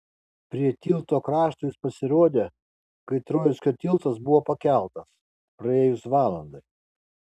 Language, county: Lithuanian, Kaunas